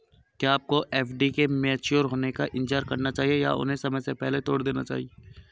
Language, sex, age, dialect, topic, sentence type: Hindi, male, 25-30, Hindustani Malvi Khadi Boli, banking, question